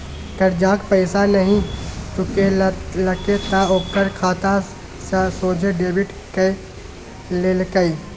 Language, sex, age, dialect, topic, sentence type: Maithili, male, 18-24, Bajjika, banking, statement